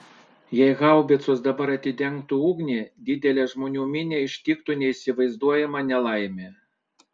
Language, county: Lithuanian, Panevėžys